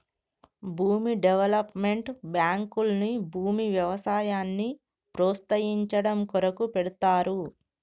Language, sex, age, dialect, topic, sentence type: Telugu, female, 31-35, Telangana, banking, statement